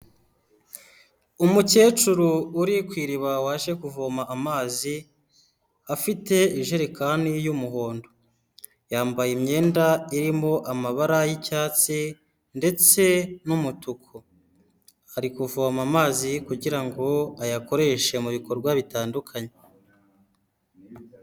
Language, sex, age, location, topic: Kinyarwanda, male, 18-24, Huye, health